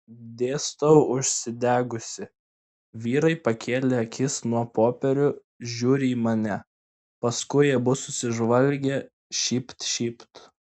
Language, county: Lithuanian, Klaipėda